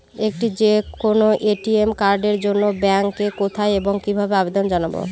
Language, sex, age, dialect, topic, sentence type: Bengali, female, 31-35, Northern/Varendri, banking, question